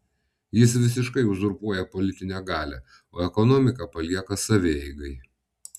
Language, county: Lithuanian, Vilnius